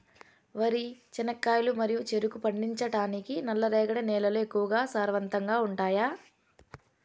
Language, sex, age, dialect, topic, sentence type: Telugu, female, 18-24, Southern, agriculture, question